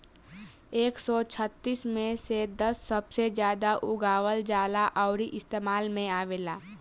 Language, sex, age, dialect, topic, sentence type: Bhojpuri, female, 18-24, Southern / Standard, agriculture, statement